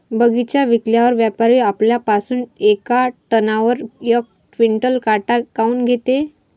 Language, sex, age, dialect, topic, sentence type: Marathi, female, 25-30, Varhadi, agriculture, question